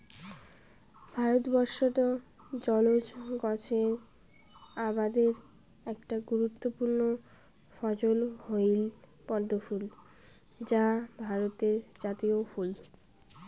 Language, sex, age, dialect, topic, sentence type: Bengali, female, 18-24, Rajbangshi, agriculture, statement